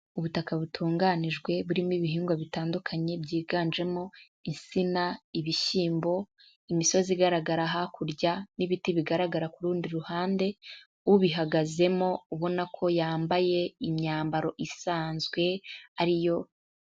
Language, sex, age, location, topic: Kinyarwanda, female, 18-24, Huye, agriculture